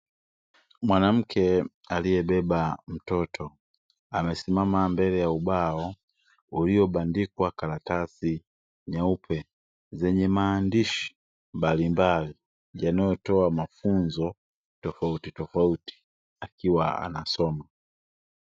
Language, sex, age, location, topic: Swahili, male, 25-35, Dar es Salaam, education